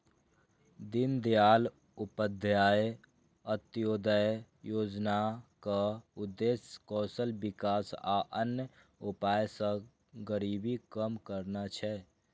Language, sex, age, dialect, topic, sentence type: Maithili, male, 18-24, Eastern / Thethi, banking, statement